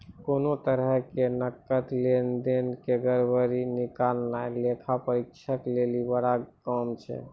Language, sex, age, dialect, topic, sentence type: Maithili, male, 25-30, Angika, banking, statement